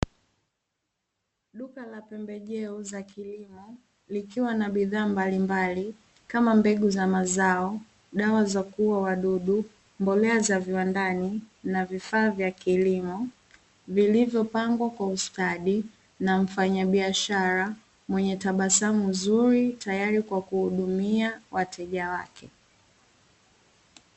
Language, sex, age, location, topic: Swahili, female, 18-24, Dar es Salaam, agriculture